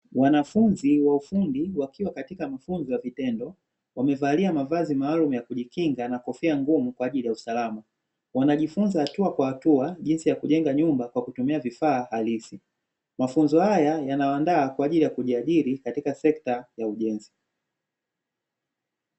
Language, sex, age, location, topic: Swahili, male, 25-35, Dar es Salaam, education